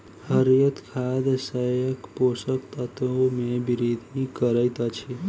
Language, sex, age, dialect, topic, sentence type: Maithili, female, 18-24, Southern/Standard, agriculture, statement